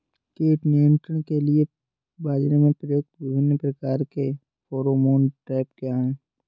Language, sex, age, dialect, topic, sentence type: Hindi, male, 25-30, Awadhi Bundeli, agriculture, question